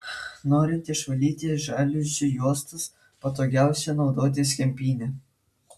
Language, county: Lithuanian, Vilnius